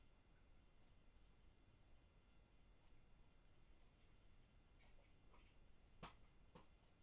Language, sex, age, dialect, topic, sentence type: Telugu, male, 18-24, Telangana, agriculture, question